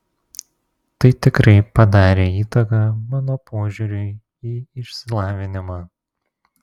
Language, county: Lithuanian, Vilnius